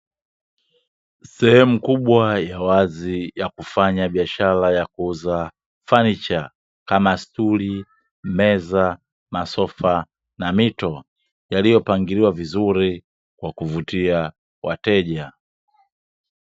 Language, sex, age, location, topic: Swahili, male, 25-35, Dar es Salaam, finance